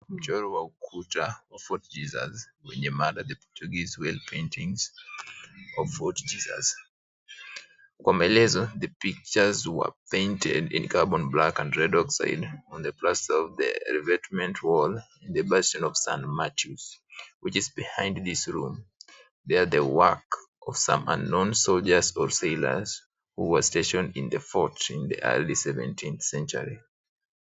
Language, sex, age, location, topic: Swahili, male, 25-35, Mombasa, government